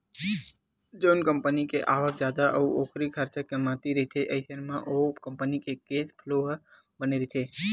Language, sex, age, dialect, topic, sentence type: Chhattisgarhi, male, 60-100, Western/Budati/Khatahi, banking, statement